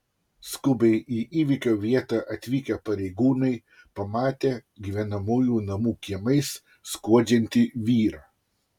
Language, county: Lithuanian, Utena